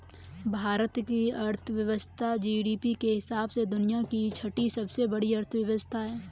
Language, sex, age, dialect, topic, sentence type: Hindi, female, 18-24, Kanauji Braj Bhasha, banking, statement